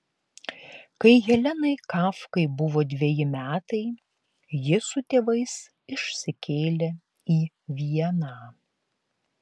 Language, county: Lithuanian, Klaipėda